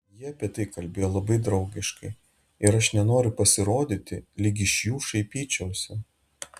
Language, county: Lithuanian, Šiauliai